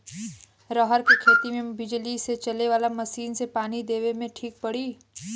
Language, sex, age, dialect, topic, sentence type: Bhojpuri, female, 18-24, Western, agriculture, question